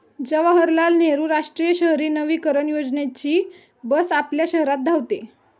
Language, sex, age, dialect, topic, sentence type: Marathi, female, 18-24, Standard Marathi, banking, statement